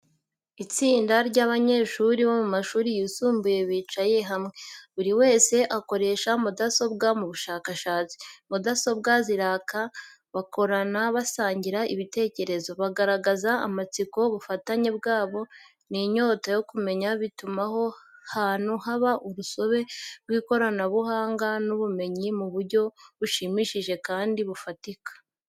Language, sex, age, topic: Kinyarwanda, female, 18-24, education